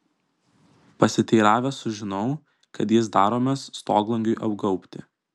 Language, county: Lithuanian, Kaunas